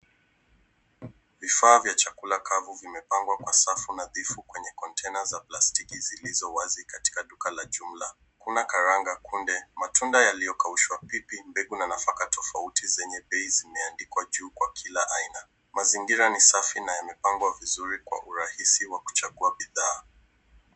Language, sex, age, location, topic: Swahili, male, 18-24, Nairobi, finance